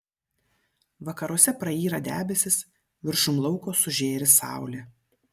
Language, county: Lithuanian, Vilnius